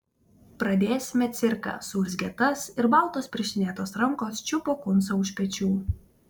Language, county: Lithuanian, Vilnius